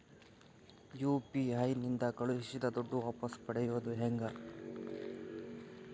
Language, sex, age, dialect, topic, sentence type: Kannada, male, 51-55, Central, banking, question